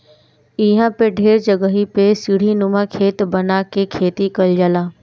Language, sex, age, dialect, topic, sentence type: Bhojpuri, female, 18-24, Northern, agriculture, statement